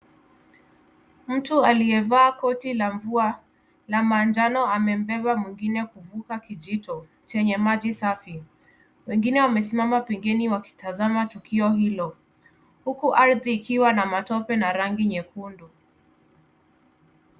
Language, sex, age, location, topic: Swahili, female, 25-35, Kisumu, health